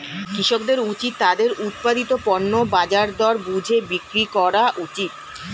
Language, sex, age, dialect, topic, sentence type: Bengali, female, 36-40, Standard Colloquial, agriculture, statement